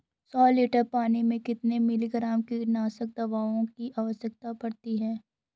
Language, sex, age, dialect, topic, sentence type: Hindi, female, 18-24, Garhwali, agriculture, question